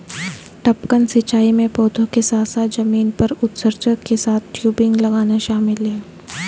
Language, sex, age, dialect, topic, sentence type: Hindi, female, 18-24, Hindustani Malvi Khadi Boli, agriculture, statement